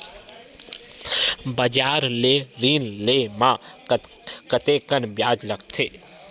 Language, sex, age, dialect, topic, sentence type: Chhattisgarhi, male, 18-24, Western/Budati/Khatahi, banking, question